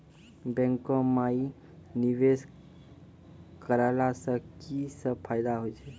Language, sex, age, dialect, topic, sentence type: Maithili, male, 18-24, Angika, banking, question